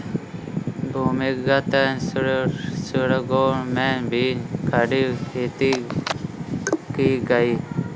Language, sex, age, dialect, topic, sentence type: Hindi, male, 46-50, Kanauji Braj Bhasha, agriculture, statement